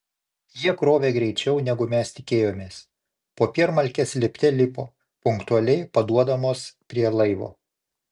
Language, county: Lithuanian, Panevėžys